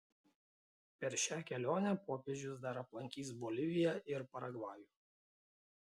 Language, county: Lithuanian, Klaipėda